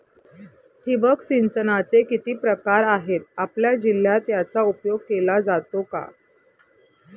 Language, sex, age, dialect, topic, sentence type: Marathi, female, 31-35, Northern Konkan, agriculture, question